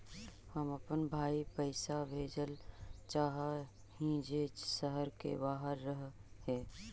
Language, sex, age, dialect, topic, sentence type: Magahi, female, 25-30, Central/Standard, banking, statement